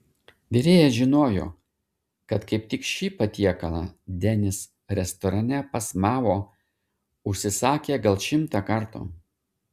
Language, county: Lithuanian, Šiauliai